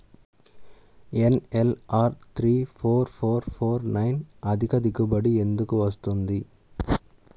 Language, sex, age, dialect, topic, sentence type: Telugu, male, 18-24, Central/Coastal, agriculture, question